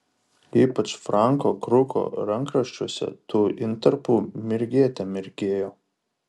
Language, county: Lithuanian, Šiauliai